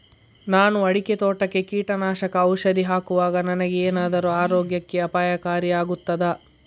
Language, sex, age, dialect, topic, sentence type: Kannada, male, 51-55, Coastal/Dakshin, agriculture, question